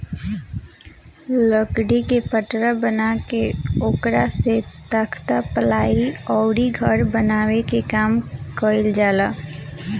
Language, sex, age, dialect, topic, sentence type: Bhojpuri, female, 18-24, Southern / Standard, agriculture, statement